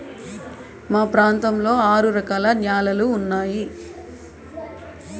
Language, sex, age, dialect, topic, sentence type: Telugu, female, 31-35, Southern, agriculture, statement